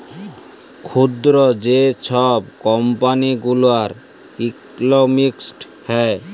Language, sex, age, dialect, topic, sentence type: Bengali, male, 18-24, Jharkhandi, banking, statement